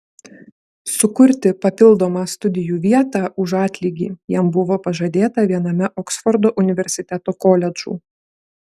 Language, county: Lithuanian, Klaipėda